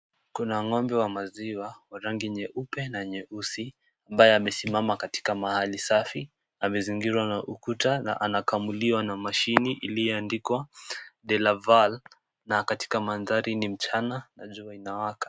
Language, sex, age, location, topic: Swahili, male, 18-24, Kisii, agriculture